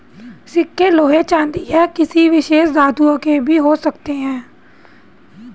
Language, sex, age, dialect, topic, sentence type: Hindi, female, 31-35, Hindustani Malvi Khadi Boli, banking, statement